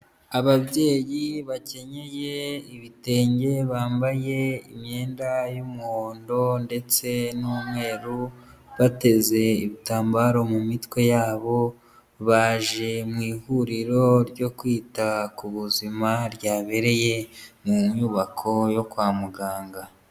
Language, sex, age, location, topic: Kinyarwanda, male, 25-35, Kigali, health